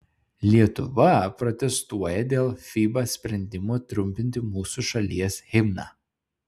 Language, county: Lithuanian, Šiauliai